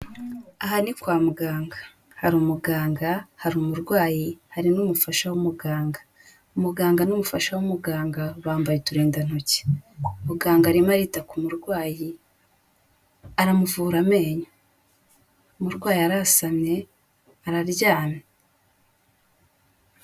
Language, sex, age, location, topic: Kinyarwanda, female, 18-24, Kigali, health